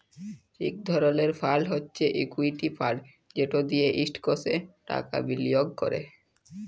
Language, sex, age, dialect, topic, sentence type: Bengali, male, 18-24, Jharkhandi, banking, statement